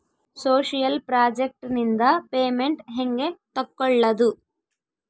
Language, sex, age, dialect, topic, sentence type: Kannada, female, 18-24, Central, banking, question